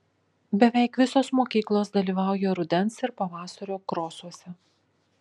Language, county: Lithuanian, Kaunas